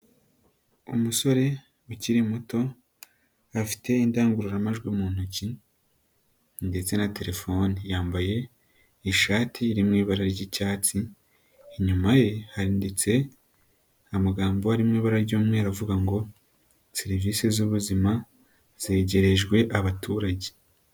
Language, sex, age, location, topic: Kinyarwanda, male, 18-24, Nyagatare, health